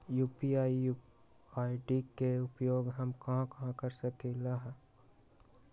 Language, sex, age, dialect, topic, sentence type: Magahi, male, 60-100, Western, banking, question